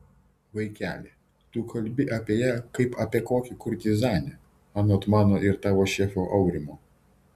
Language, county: Lithuanian, Vilnius